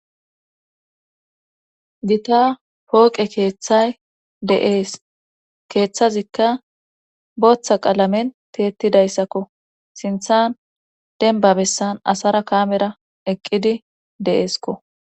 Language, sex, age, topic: Gamo, female, 25-35, government